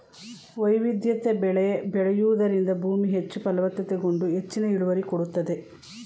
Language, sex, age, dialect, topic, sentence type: Kannada, female, 36-40, Mysore Kannada, agriculture, statement